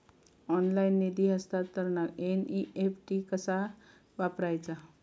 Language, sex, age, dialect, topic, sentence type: Marathi, female, 25-30, Southern Konkan, banking, question